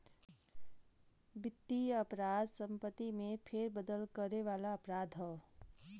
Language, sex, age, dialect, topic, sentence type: Bhojpuri, female, 31-35, Western, banking, statement